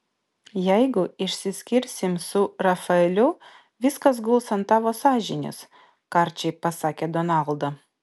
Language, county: Lithuanian, Vilnius